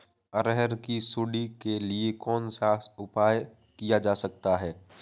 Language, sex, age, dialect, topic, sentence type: Hindi, male, 18-24, Awadhi Bundeli, agriculture, question